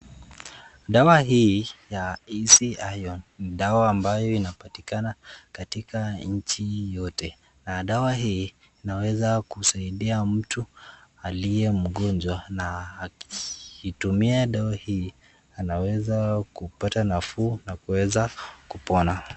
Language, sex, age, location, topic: Swahili, male, 36-49, Nakuru, health